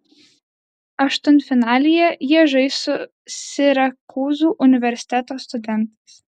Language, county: Lithuanian, Alytus